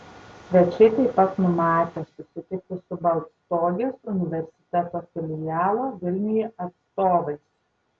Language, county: Lithuanian, Tauragė